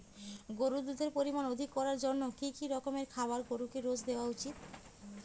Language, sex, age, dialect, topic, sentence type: Bengali, female, 36-40, Rajbangshi, agriculture, question